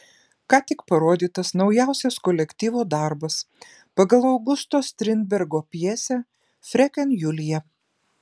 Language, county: Lithuanian, Klaipėda